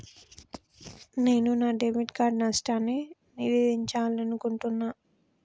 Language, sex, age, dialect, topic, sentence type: Telugu, female, 18-24, Telangana, banking, statement